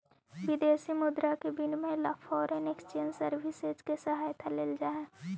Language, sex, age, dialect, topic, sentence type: Magahi, female, 18-24, Central/Standard, banking, statement